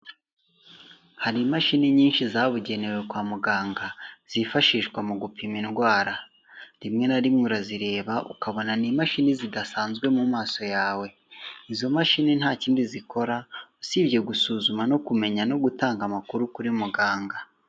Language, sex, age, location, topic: Kinyarwanda, male, 18-24, Huye, health